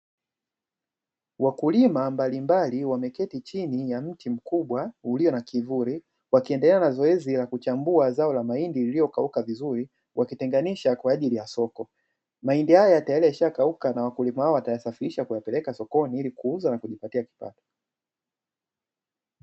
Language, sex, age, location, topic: Swahili, male, 36-49, Dar es Salaam, agriculture